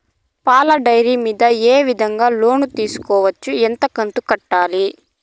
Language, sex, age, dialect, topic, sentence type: Telugu, female, 31-35, Southern, banking, question